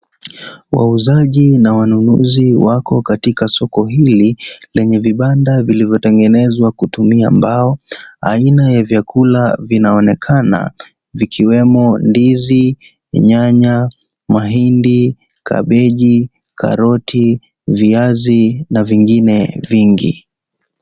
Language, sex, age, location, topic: Swahili, male, 18-24, Kisii, finance